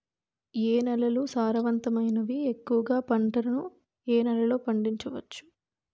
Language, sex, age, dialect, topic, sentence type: Telugu, female, 18-24, Utterandhra, agriculture, question